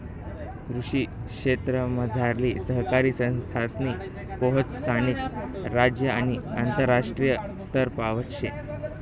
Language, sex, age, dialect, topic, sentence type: Marathi, male, 18-24, Northern Konkan, agriculture, statement